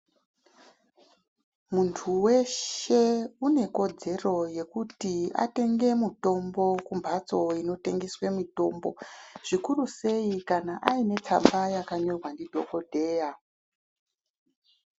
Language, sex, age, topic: Ndau, female, 36-49, health